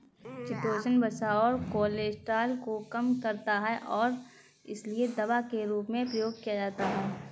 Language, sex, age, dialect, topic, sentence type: Hindi, female, 18-24, Kanauji Braj Bhasha, agriculture, statement